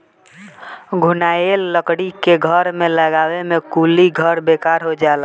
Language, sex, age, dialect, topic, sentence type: Bhojpuri, female, 51-55, Southern / Standard, agriculture, statement